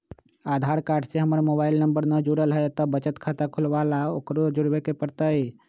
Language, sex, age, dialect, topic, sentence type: Magahi, male, 25-30, Western, banking, question